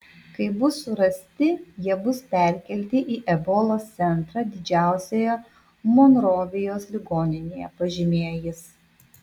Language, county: Lithuanian, Vilnius